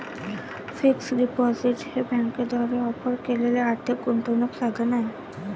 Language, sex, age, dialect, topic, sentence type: Marathi, female, 18-24, Varhadi, banking, statement